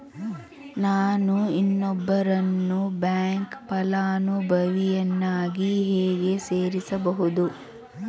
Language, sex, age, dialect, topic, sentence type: Kannada, female, 36-40, Mysore Kannada, banking, question